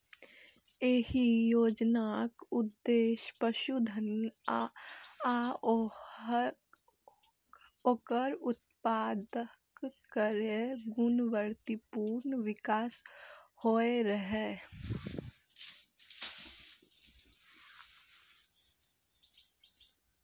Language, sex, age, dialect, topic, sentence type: Maithili, female, 18-24, Eastern / Thethi, agriculture, statement